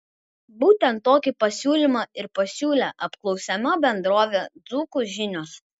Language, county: Lithuanian, Kaunas